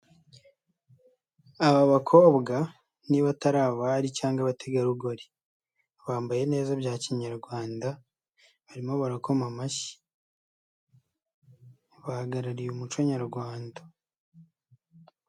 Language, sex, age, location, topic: Kinyarwanda, male, 25-35, Nyagatare, government